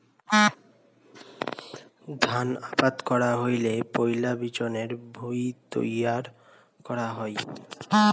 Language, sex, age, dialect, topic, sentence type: Bengali, male, 18-24, Rajbangshi, agriculture, statement